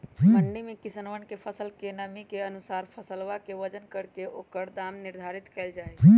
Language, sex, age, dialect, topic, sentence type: Magahi, male, 18-24, Western, agriculture, statement